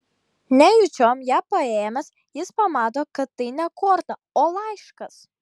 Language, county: Lithuanian, Vilnius